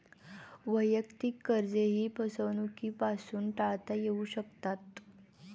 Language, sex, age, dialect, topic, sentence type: Marathi, female, 18-24, Standard Marathi, banking, statement